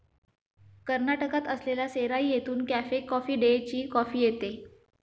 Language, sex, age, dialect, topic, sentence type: Marathi, female, 25-30, Standard Marathi, agriculture, statement